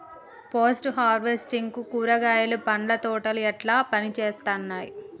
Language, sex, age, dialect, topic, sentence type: Telugu, female, 18-24, Telangana, agriculture, question